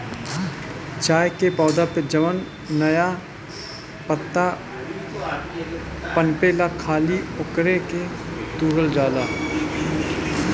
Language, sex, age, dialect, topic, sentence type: Bhojpuri, male, 25-30, Northern, agriculture, statement